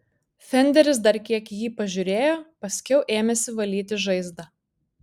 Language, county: Lithuanian, Kaunas